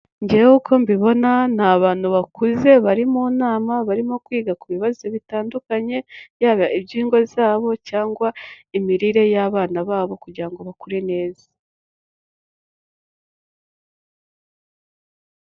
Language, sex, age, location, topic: Kinyarwanda, female, 18-24, Kigali, health